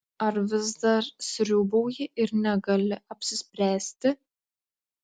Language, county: Lithuanian, Klaipėda